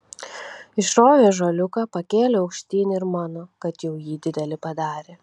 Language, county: Lithuanian, Kaunas